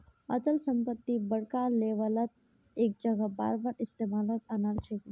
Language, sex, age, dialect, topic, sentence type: Magahi, male, 41-45, Northeastern/Surjapuri, banking, statement